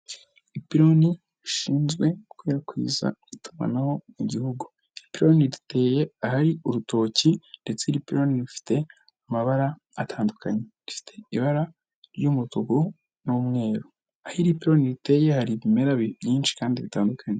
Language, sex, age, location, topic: Kinyarwanda, male, 25-35, Kigali, government